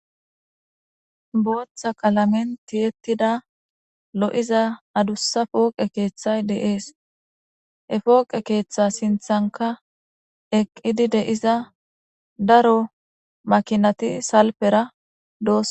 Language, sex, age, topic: Gamo, female, 18-24, government